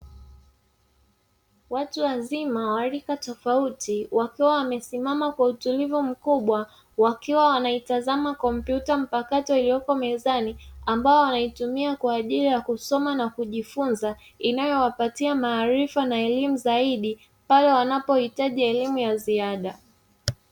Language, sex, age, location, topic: Swahili, female, 25-35, Dar es Salaam, education